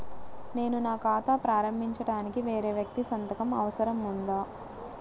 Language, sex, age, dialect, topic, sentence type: Telugu, female, 60-100, Central/Coastal, banking, question